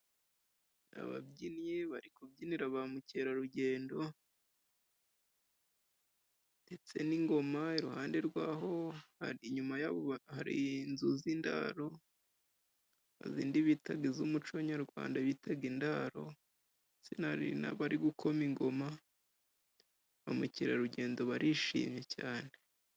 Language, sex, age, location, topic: Kinyarwanda, male, 25-35, Musanze, government